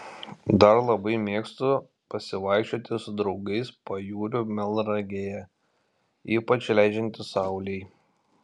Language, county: Lithuanian, Šiauliai